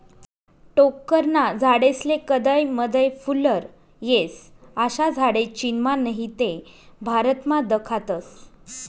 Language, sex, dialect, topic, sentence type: Marathi, female, Northern Konkan, agriculture, statement